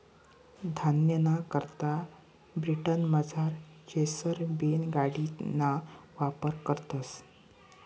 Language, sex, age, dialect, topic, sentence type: Marathi, male, 18-24, Northern Konkan, agriculture, statement